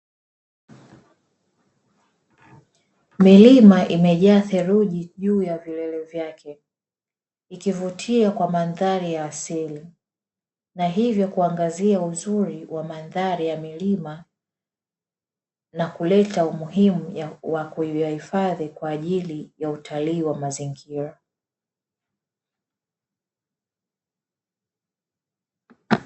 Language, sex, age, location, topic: Swahili, female, 25-35, Dar es Salaam, agriculture